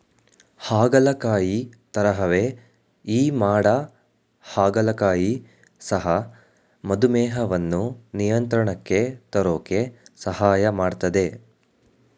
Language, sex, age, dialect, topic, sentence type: Kannada, male, 18-24, Mysore Kannada, agriculture, statement